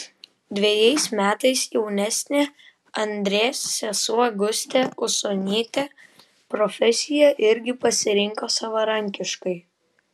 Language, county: Lithuanian, Vilnius